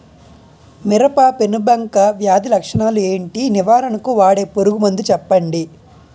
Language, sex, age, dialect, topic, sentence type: Telugu, male, 25-30, Utterandhra, agriculture, question